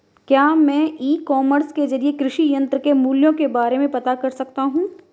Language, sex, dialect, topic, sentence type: Hindi, female, Marwari Dhudhari, agriculture, question